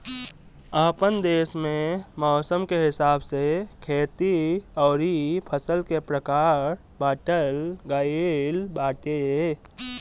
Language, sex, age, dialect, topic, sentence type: Bhojpuri, male, 18-24, Northern, agriculture, statement